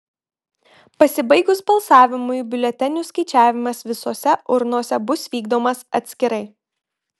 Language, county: Lithuanian, Marijampolė